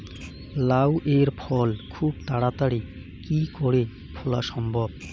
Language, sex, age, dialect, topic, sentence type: Bengali, male, 25-30, Rajbangshi, agriculture, question